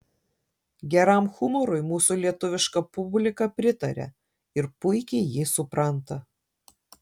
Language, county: Lithuanian, Šiauliai